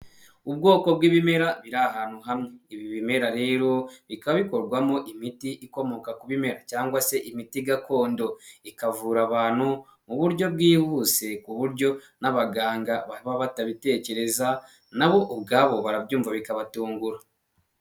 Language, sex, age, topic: Kinyarwanda, male, 18-24, health